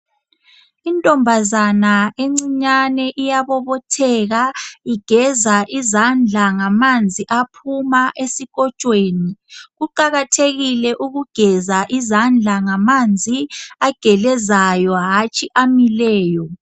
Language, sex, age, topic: North Ndebele, male, 25-35, health